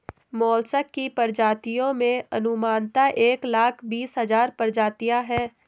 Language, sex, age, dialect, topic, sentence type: Hindi, female, 18-24, Garhwali, agriculture, statement